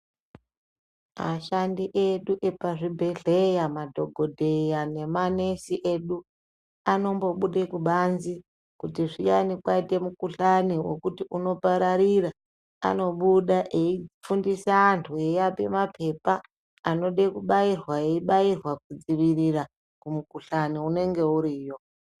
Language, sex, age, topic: Ndau, female, 25-35, health